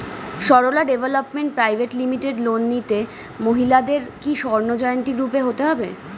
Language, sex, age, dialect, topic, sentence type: Bengali, female, 41-45, Standard Colloquial, banking, question